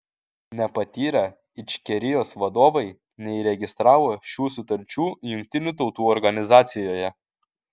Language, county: Lithuanian, Kaunas